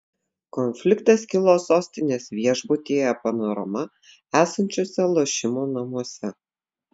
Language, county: Lithuanian, Vilnius